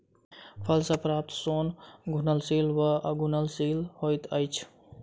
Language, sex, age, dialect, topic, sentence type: Maithili, male, 18-24, Southern/Standard, agriculture, statement